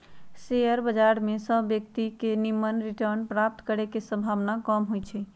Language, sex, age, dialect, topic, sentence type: Magahi, female, 31-35, Western, banking, statement